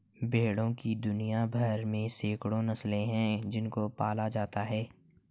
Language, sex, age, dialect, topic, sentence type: Hindi, male, 18-24, Marwari Dhudhari, agriculture, statement